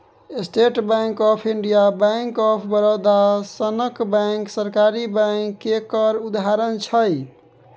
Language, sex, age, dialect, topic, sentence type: Maithili, male, 18-24, Bajjika, banking, statement